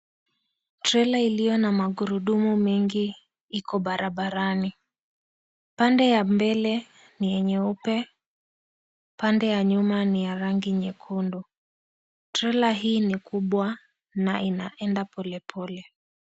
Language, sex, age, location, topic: Swahili, female, 18-24, Mombasa, government